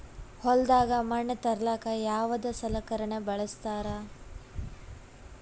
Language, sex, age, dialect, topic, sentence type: Kannada, female, 18-24, Northeastern, agriculture, question